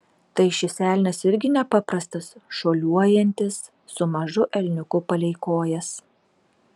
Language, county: Lithuanian, Telšiai